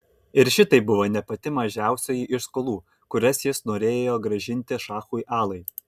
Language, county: Lithuanian, Kaunas